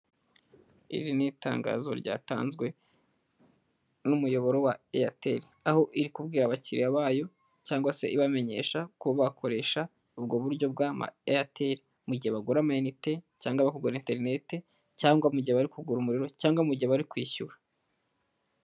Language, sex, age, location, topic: Kinyarwanda, male, 18-24, Huye, finance